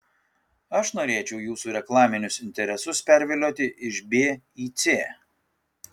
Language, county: Lithuanian, Kaunas